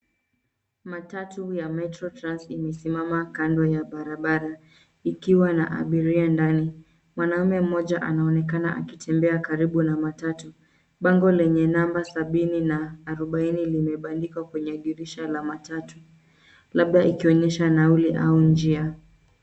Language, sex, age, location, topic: Swahili, female, 18-24, Nairobi, government